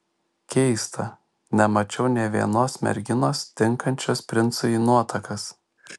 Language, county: Lithuanian, Šiauliai